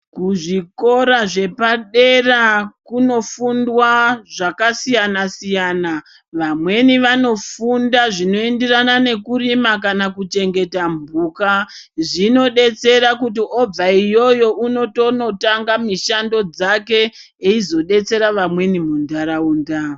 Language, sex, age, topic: Ndau, male, 50+, education